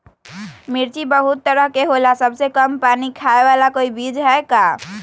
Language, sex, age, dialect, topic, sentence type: Magahi, female, 18-24, Western, agriculture, question